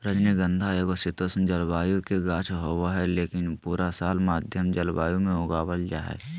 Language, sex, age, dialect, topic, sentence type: Magahi, male, 18-24, Southern, agriculture, statement